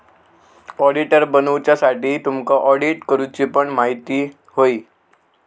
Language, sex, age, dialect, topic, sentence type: Marathi, male, 18-24, Southern Konkan, banking, statement